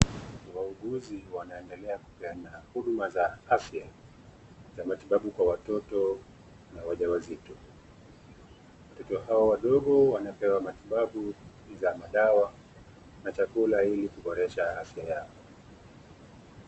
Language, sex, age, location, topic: Swahili, male, 25-35, Nakuru, health